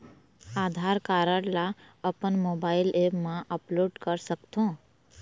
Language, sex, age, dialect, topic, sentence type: Chhattisgarhi, female, 25-30, Eastern, banking, question